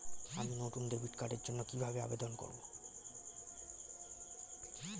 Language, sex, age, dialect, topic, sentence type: Bengali, male, 18-24, Standard Colloquial, banking, statement